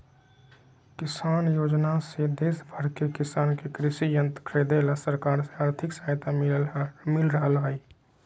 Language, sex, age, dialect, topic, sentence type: Magahi, male, 36-40, Southern, agriculture, statement